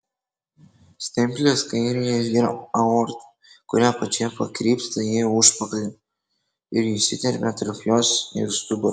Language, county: Lithuanian, Kaunas